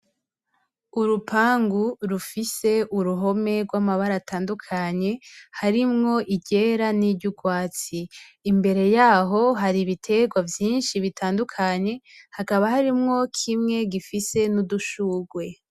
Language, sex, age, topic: Rundi, female, 18-24, agriculture